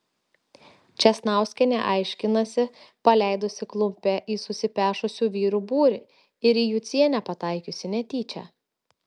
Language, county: Lithuanian, Telšiai